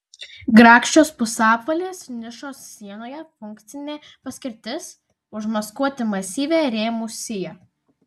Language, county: Lithuanian, Vilnius